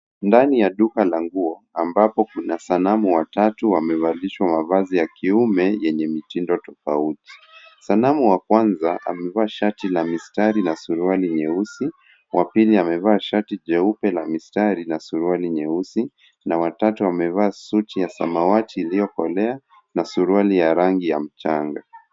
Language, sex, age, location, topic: Swahili, male, 18-24, Nairobi, finance